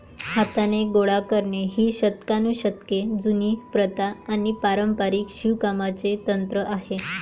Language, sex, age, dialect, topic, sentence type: Marathi, female, 25-30, Varhadi, agriculture, statement